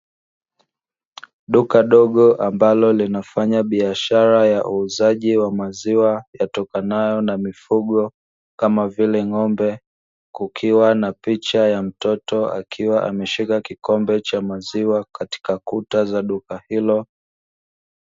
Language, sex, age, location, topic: Swahili, male, 25-35, Dar es Salaam, finance